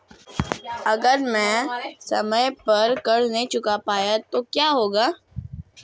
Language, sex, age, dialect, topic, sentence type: Hindi, female, 18-24, Marwari Dhudhari, banking, question